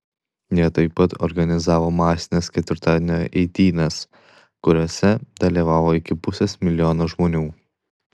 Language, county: Lithuanian, Klaipėda